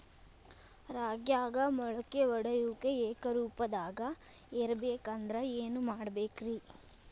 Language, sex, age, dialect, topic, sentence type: Kannada, female, 18-24, Dharwad Kannada, agriculture, question